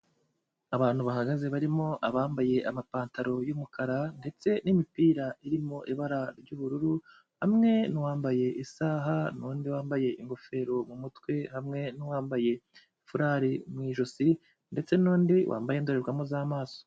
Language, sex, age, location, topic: Kinyarwanda, male, 25-35, Kigali, health